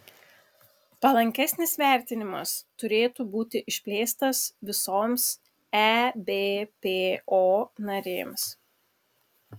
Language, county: Lithuanian, Kaunas